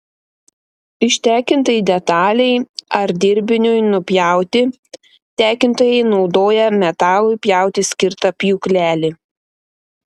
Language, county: Lithuanian, Panevėžys